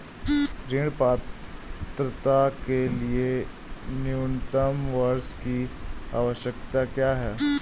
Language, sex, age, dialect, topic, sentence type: Hindi, male, 18-24, Awadhi Bundeli, banking, question